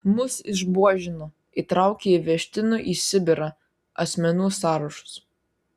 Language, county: Lithuanian, Kaunas